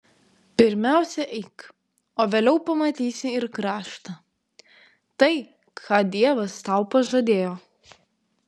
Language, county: Lithuanian, Vilnius